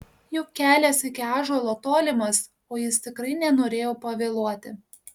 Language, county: Lithuanian, Panevėžys